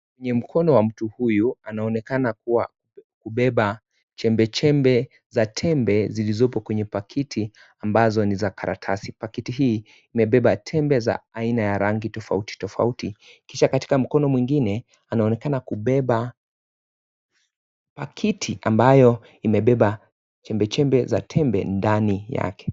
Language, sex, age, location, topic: Swahili, male, 25-35, Kisii, health